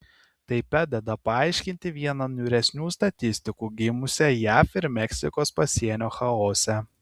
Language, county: Lithuanian, Kaunas